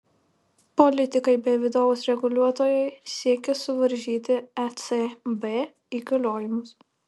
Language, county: Lithuanian, Marijampolė